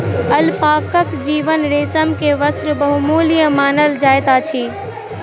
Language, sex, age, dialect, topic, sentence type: Maithili, female, 46-50, Southern/Standard, agriculture, statement